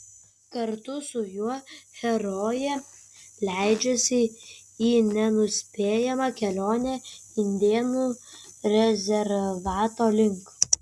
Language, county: Lithuanian, Kaunas